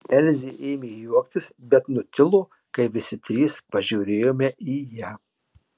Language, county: Lithuanian, Marijampolė